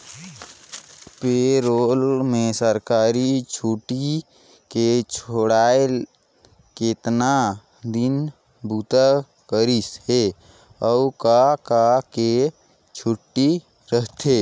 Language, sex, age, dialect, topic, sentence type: Chhattisgarhi, male, 18-24, Northern/Bhandar, banking, statement